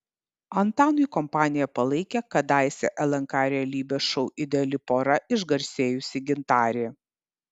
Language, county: Lithuanian, Kaunas